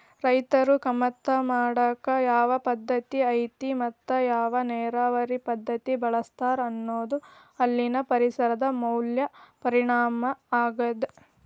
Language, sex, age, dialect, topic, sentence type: Kannada, female, 18-24, Dharwad Kannada, agriculture, statement